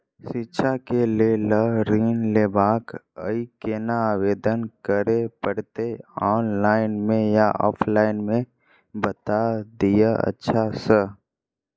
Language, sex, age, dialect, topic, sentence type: Maithili, female, 25-30, Southern/Standard, banking, question